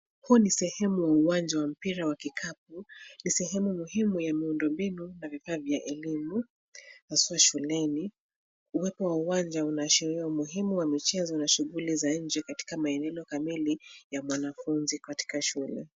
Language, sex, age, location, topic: Swahili, female, 25-35, Nairobi, education